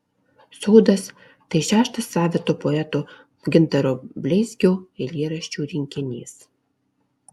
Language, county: Lithuanian, Alytus